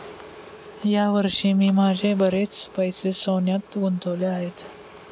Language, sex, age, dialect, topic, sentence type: Marathi, male, 18-24, Standard Marathi, banking, statement